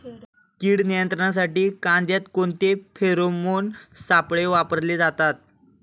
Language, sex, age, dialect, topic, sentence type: Marathi, male, 18-24, Standard Marathi, agriculture, question